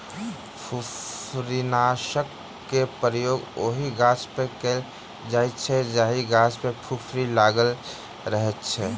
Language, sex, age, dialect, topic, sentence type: Maithili, male, 36-40, Southern/Standard, agriculture, statement